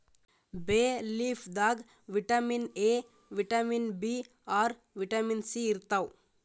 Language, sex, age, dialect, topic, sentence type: Kannada, male, 31-35, Northeastern, agriculture, statement